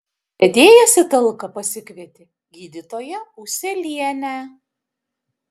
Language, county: Lithuanian, Kaunas